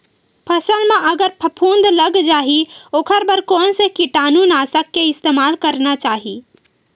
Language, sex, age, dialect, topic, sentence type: Chhattisgarhi, female, 18-24, Western/Budati/Khatahi, agriculture, question